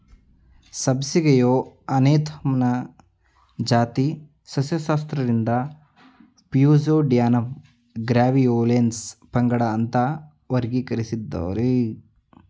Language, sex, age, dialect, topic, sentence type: Kannada, male, 18-24, Mysore Kannada, agriculture, statement